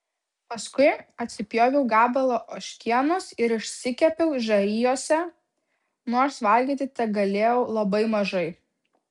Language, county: Lithuanian, Vilnius